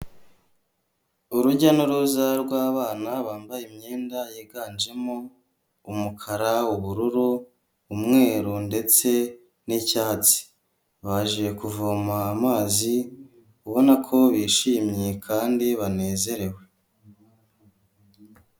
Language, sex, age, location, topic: Kinyarwanda, male, 18-24, Huye, health